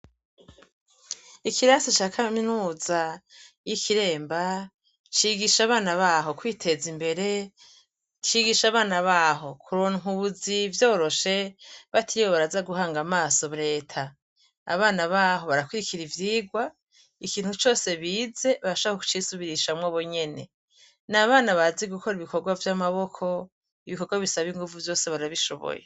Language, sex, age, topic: Rundi, female, 36-49, education